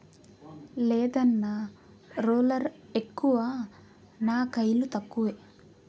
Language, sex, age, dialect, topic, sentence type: Telugu, female, 18-24, Southern, agriculture, statement